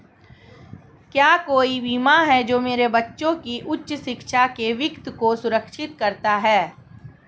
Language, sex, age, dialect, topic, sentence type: Hindi, female, 41-45, Marwari Dhudhari, banking, question